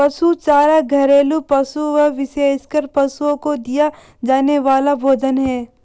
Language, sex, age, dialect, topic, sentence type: Hindi, female, 18-24, Marwari Dhudhari, agriculture, statement